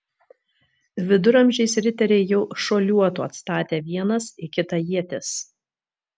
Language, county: Lithuanian, Vilnius